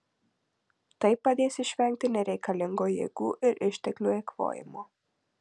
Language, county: Lithuanian, Marijampolė